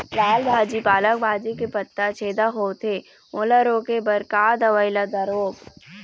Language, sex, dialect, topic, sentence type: Chhattisgarhi, female, Eastern, agriculture, question